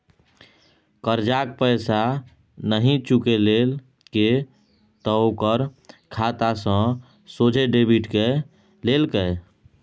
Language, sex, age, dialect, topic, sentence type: Maithili, male, 25-30, Bajjika, banking, statement